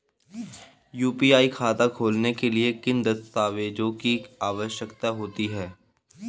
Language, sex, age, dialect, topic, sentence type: Hindi, male, 31-35, Marwari Dhudhari, banking, question